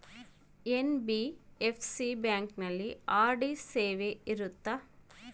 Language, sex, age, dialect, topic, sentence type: Kannada, female, 36-40, Central, banking, question